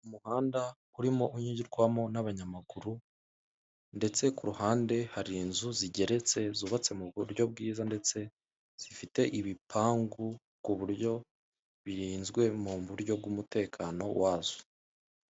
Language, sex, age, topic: Kinyarwanda, male, 25-35, government